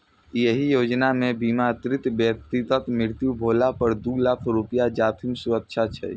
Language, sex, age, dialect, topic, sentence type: Maithili, female, 46-50, Eastern / Thethi, banking, statement